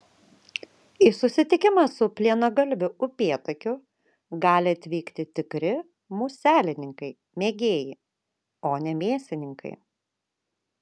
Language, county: Lithuanian, Vilnius